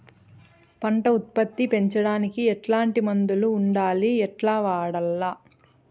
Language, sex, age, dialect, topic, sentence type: Telugu, female, 31-35, Southern, agriculture, question